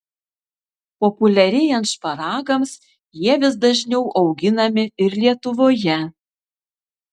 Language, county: Lithuanian, Vilnius